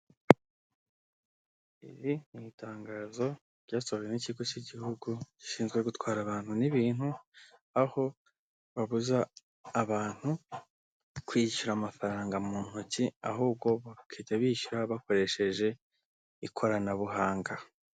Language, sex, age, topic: Kinyarwanda, male, 25-35, government